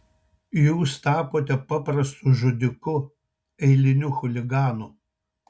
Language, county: Lithuanian, Tauragė